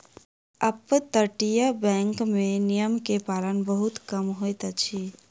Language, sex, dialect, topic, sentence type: Maithili, female, Southern/Standard, banking, statement